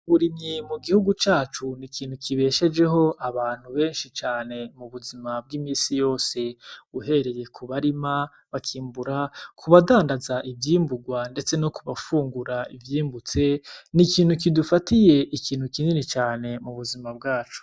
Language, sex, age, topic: Rundi, male, 25-35, agriculture